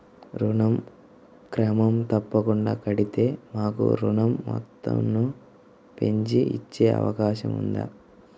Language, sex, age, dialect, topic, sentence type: Telugu, male, 36-40, Central/Coastal, banking, question